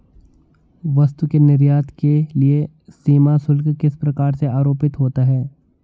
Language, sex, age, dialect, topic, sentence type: Hindi, male, 18-24, Hindustani Malvi Khadi Boli, banking, statement